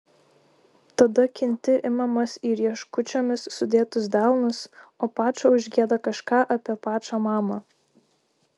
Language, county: Lithuanian, Šiauliai